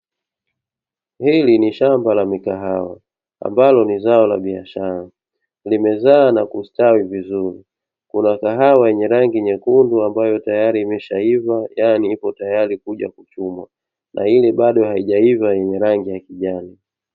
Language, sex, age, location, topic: Swahili, male, 25-35, Dar es Salaam, agriculture